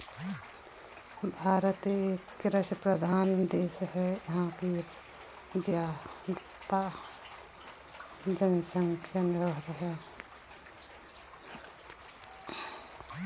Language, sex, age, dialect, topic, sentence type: Hindi, female, 25-30, Kanauji Braj Bhasha, banking, statement